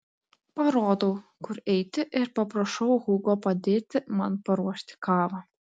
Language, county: Lithuanian, Klaipėda